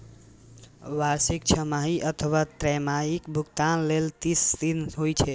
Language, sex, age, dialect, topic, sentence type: Maithili, male, 18-24, Eastern / Thethi, banking, statement